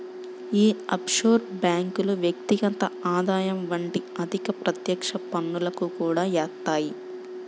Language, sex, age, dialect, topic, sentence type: Telugu, male, 31-35, Central/Coastal, banking, statement